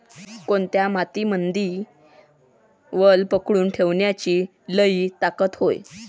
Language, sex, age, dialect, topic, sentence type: Marathi, female, 60-100, Varhadi, agriculture, question